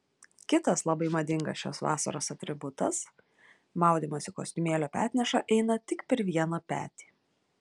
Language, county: Lithuanian, Klaipėda